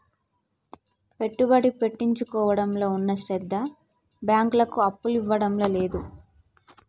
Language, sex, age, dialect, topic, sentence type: Telugu, female, 18-24, Telangana, banking, statement